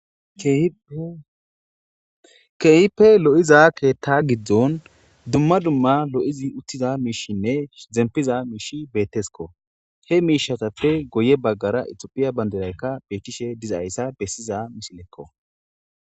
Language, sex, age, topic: Gamo, male, 18-24, government